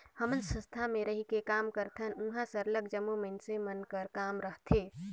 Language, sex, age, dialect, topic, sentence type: Chhattisgarhi, female, 25-30, Northern/Bhandar, banking, statement